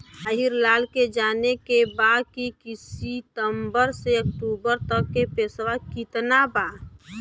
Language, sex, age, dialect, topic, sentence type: Bhojpuri, female, <18, Western, banking, question